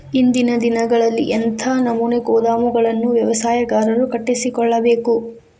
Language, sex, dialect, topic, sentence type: Kannada, female, Dharwad Kannada, agriculture, question